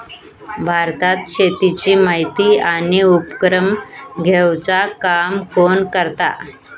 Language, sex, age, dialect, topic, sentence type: Marathi, female, 18-24, Southern Konkan, agriculture, question